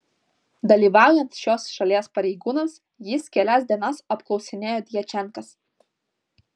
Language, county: Lithuanian, Vilnius